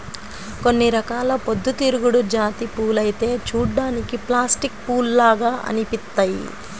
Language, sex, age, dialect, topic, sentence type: Telugu, female, 25-30, Central/Coastal, agriculture, statement